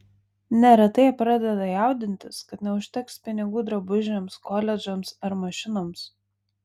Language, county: Lithuanian, Vilnius